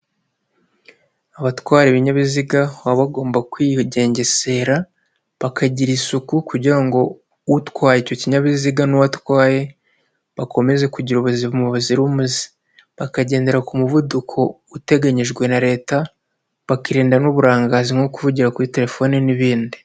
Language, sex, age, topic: Kinyarwanda, male, 25-35, finance